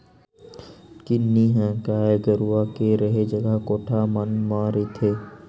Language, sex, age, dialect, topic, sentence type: Chhattisgarhi, male, 18-24, Western/Budati/Khatahi, agriculture, statement